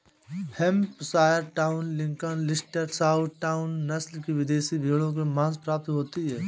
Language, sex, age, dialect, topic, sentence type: Hindi, male, 25-30, Awadhi Bundeli, agriculture, statement